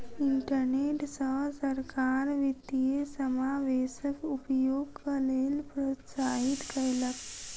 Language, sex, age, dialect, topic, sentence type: Maithili, female, 36-40, Southern/Standard, banking, statement